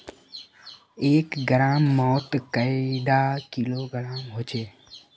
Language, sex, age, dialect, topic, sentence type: Magahi, male, 31-35, Northeastern/Surjapuri, agriculture, question